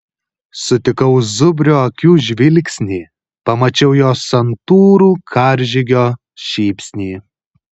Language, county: Lithuanian, Kaunas